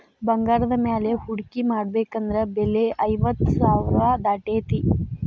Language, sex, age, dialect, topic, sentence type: Kannada, female, 18-24, Dharwad Kannada, banking, statement